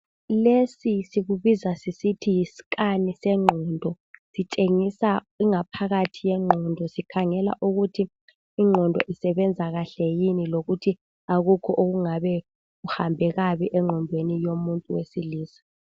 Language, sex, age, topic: North Ndebele, female, 18-24, health